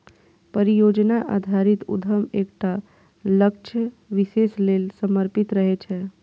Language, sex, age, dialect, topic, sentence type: Maithili, female, 25-30, Eastern / Thethi, banking, statement